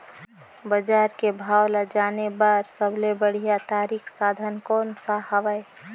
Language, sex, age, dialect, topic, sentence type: Chhattisgarhi, female, 25-30, Northern/Bhandar, agriculture, question